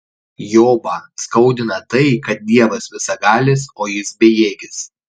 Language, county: Lithuanian, Kaunas